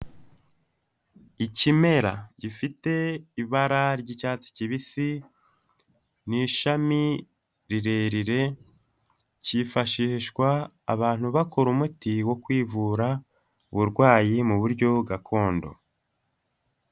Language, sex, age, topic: Kinyarwanda, male, 18-24, health